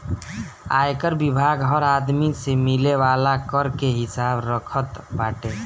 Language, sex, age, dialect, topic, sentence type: Bhojpuri, male, 25-30, Northern, banking, statement